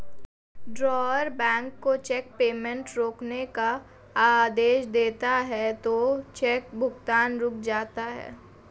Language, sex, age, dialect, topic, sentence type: Hindi, female, 18-24, Marwari Dhudhari, banking, statement